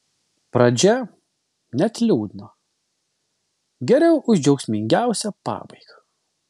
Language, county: Lithuanian, Vilnius